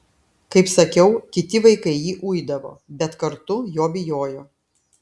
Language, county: Lithuanian, Klaipėda